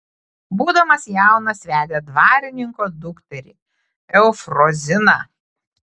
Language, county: Lithuanian, Klaipėda